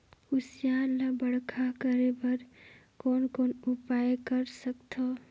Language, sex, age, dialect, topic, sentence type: Chhattisgarhi, female, 18-24, Northern/Bhandar, agriculture, question